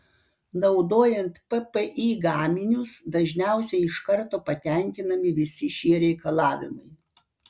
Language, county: Lithuanian, Panevėžys